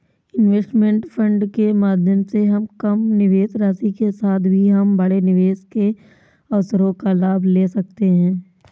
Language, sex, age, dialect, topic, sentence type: Hindi, female, 18-24, Awadhi Bundeli, banking, statement